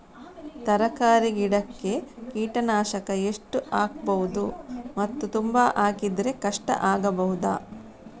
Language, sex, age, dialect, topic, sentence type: Kannada, female, 60-100, Coastal/Dakshin, agriculture, question